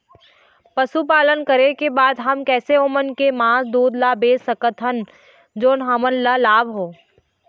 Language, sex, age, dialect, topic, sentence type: Chhattisgarhi, female, 41-45, Eastern, agriculture, question